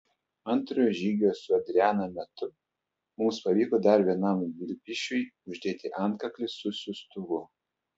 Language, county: Lithuanian, Telšiai